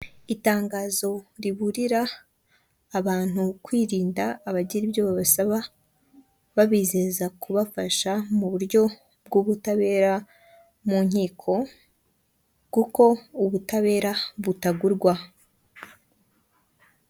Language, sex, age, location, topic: Kinyarwanda, female, 18-24, Kigali, government